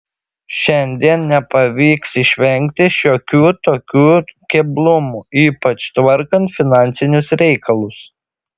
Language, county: Lithuanian, Šiauliai